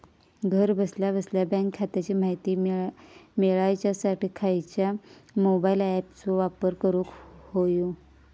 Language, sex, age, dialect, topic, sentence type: Marathi, female, 25-30, Southern Konkan, banking, question